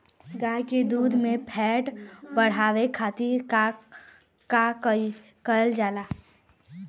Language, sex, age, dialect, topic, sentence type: Bhojpuri, female, 31-35, Western, agriculture, question